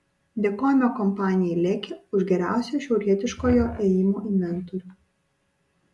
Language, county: Lithuanian, Utena